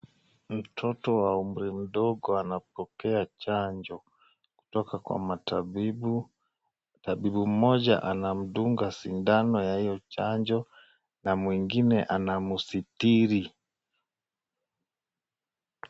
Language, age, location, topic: Swahili, 36-49, Nakuru, health